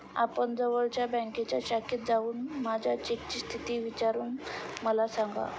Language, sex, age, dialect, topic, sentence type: Marathi, female, 25-30, Standard Marathi, banking, statement